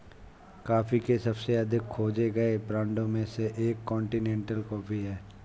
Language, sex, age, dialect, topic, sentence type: Hindi, male, 25-30, Awadhi Bundeli, agriculture, statement